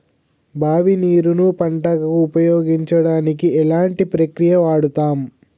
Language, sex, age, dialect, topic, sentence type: Telugu, male, 18-24, Telangana, agriculture, question